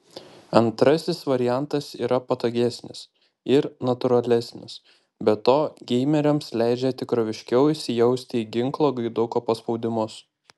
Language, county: Lithuanian, Panevėžys